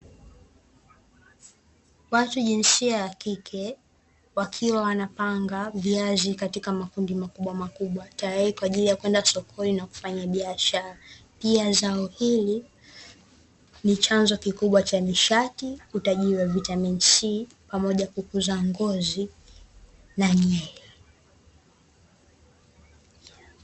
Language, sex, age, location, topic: Swahili, female, 18-24, Dar es Salaam, agriculture